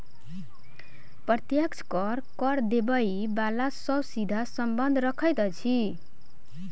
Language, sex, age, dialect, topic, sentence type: Maithili, female, 18-24, Southern/Standard, banking, statement